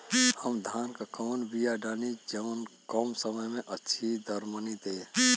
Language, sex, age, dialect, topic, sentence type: Bhojpuri, male, <18, Western, agriculture, question